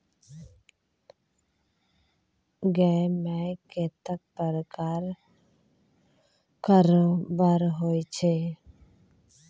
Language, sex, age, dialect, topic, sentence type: Maithili, female, 25-30, Bajjika, banking, statement